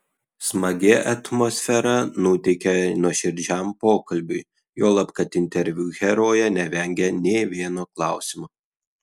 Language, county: Lithuanian, Kaunas